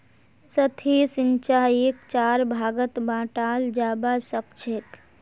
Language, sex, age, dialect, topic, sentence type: Magahi, female, 18-24, Northeastern/Surjapuri, agriculture, statement